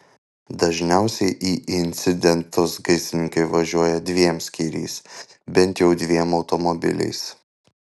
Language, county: Lithuanian, Panevėžys